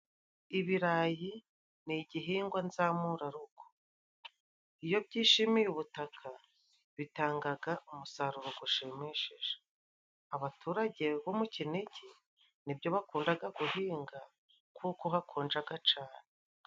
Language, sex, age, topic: Kinyarwanda, female, 36-49, agriculture